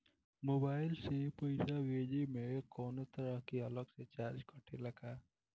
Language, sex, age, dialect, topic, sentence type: Bhojpuri, female, 18-24, Southern / Standard, banking, question